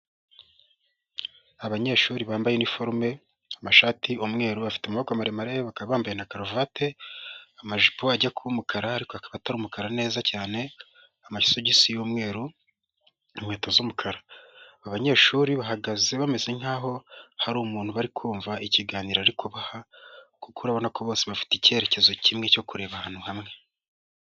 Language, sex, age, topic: Kinyarwanda, male, 18-24, education